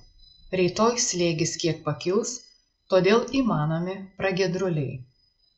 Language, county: Lithuanian, Marijampolė